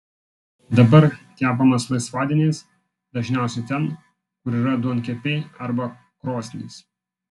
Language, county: Lithuanian, Vilnius